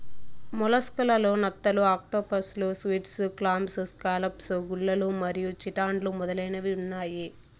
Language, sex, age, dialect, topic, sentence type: Telugu, female, 18-24, Southern, agriculture, statement